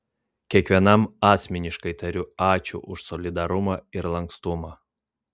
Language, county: Lithuanian, Vilnius